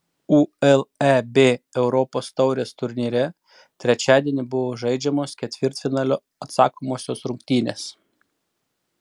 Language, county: Lithuanian, Klaipėda